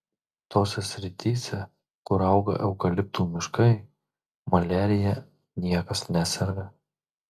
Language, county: Lithuanian, Marijampolė